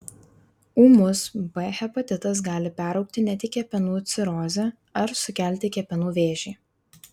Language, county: Lithuanian, Vilnius